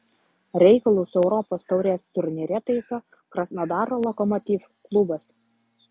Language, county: Lithuanian, Utena